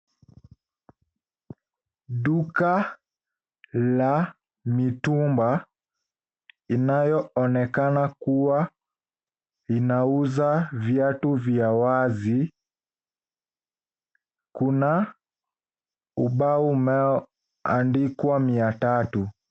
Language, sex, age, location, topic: Swahili, male, 18-24, Nairobi, finance